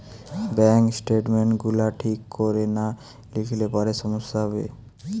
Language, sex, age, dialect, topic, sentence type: Bengali, male, <18, Western, banking, statement